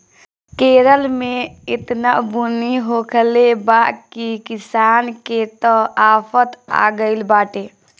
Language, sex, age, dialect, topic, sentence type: Bhojpuri, female, 18-24, Southern / Standard, agriculture, statement